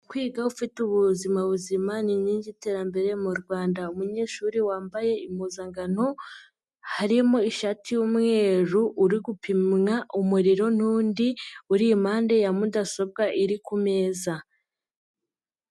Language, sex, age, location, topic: Kinyarwanda, female, 50+, Nyagatare, education